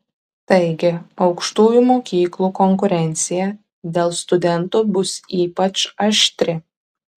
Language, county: Lithuanian, Kaunas